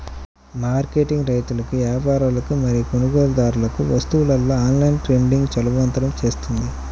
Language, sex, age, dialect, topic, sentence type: Telugu, male, 31-35, Central/Coastal, agriculture, statement